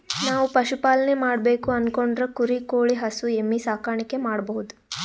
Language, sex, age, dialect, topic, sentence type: Kannada, female, 18-24, Northeastern, agriculture, statement